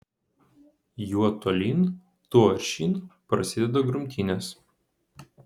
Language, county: Lithuanian, Vilnius